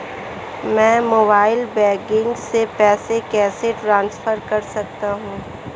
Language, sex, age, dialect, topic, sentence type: Hindi, female, 18-24, Marwari Dhudhari, banking, question